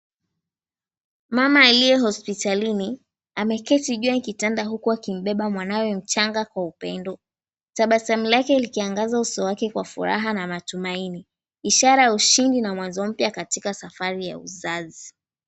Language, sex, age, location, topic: Swahili, female, 18-24, Mombasa, health